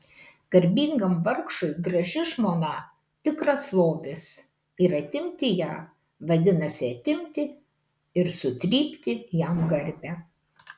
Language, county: Lithuanian, Kaunas